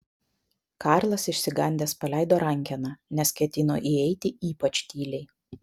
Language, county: Lithuanian, Vilnius